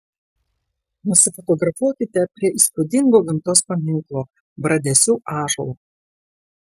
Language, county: Lithuanian, Klaipėda